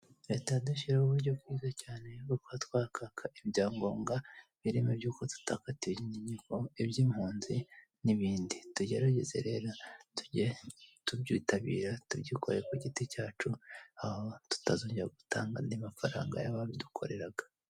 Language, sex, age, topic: Kinyarwanda, female, 18-24, government